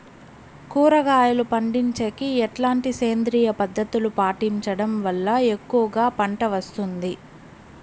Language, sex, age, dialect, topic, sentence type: Telugu, female, 25-30, Southern, agriculture, question